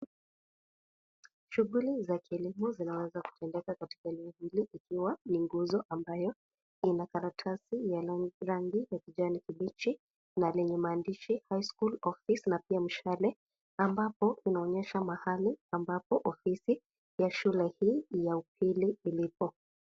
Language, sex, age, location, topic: Swahili, female, 25-35, Kisii, education